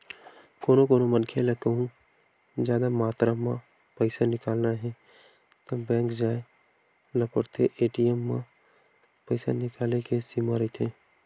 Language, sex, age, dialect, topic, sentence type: Chhattisgarhi, male, 18-24, Western/Budati/Khatahi, banking, statement